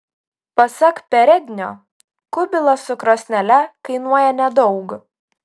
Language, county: Lithuanian, Utena